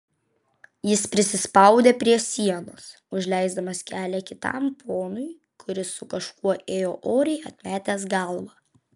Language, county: Lithuanian, Vilnius